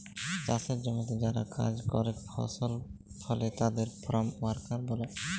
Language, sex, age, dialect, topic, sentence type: Bengali, male, 18-24, Jharkhandi, agriculture, statement